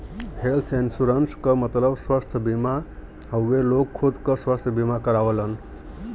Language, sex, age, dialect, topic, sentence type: Bhojpuri, male, 31-35, Western, banking, statement